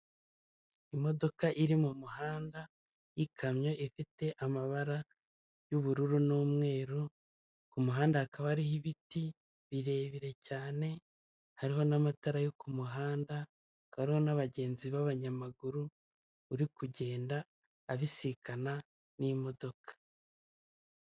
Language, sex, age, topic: Kinyarwanda, male, 25-35, government